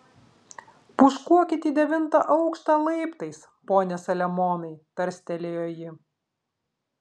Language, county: Lithuanian, Vilnius